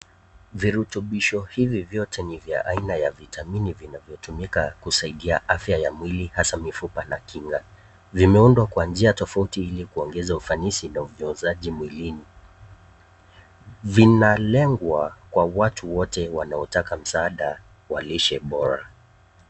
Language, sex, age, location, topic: Swahili, male, 18-24, Nakuru, health